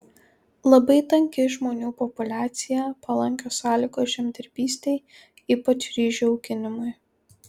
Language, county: Lithuanian, Kaunas